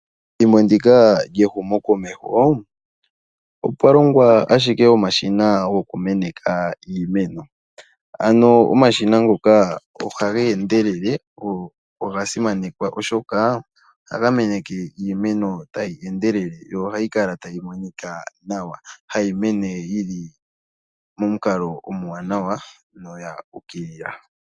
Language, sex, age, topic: Oshiwambo, male, 18-24, agriculture